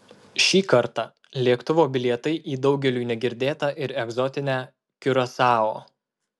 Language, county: Lithuanian, Marijampolė